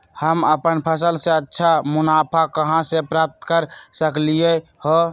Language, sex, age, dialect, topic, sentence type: Magahi, male, 18-24, Western, agriculture, question